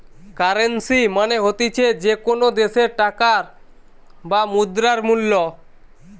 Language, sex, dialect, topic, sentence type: Bengali, male, Western, banking, statement